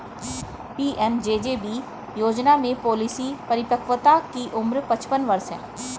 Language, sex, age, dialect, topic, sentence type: Hindi, female, 41-45, Hindustani Malvi Khadi Boli, banking, statement